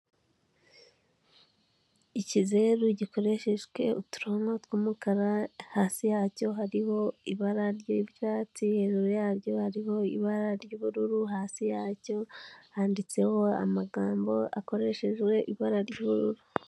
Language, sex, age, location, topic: Kinyarwanda, female, 18-24, Kigali, health